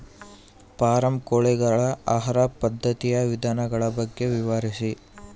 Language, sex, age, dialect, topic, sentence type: Kannada, male, 18-24, Central, agriculture, question